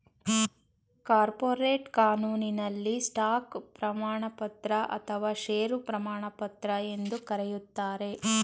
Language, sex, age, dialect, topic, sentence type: Kannada, female, 31-35, Mysore Kannada, banking, statement